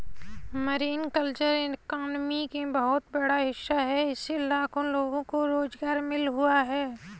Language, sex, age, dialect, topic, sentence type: Hindi, female, 18-24, Kanauji Braj Bhasha, agriculture, statement